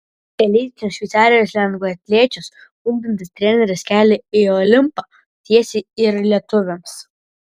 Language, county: Lithuanian, Vilnius